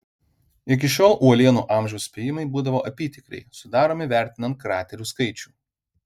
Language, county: Lithuanian, Vilnius